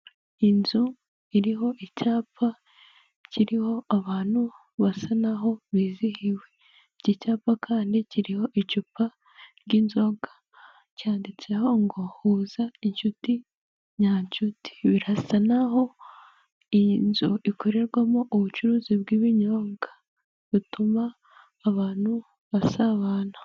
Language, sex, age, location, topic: Kinyarwanda, female, 18-24, Nyagatare, finance